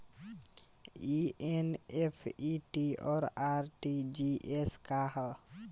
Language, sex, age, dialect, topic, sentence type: Bhojpuri, male, 18-24, Southern / Standard, banking, question